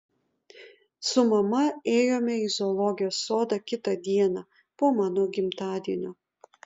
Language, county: Lithuanian, Utena